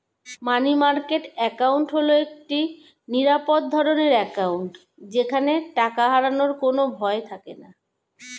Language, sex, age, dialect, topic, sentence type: Bengali, female, 41-45, Standard Colloquial, banking, statement